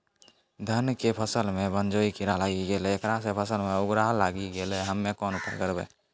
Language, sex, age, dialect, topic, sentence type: Maithili, male, 18-24, Angika, agriculture, question